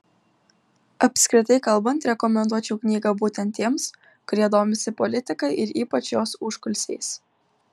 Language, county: Lithuanian, Utena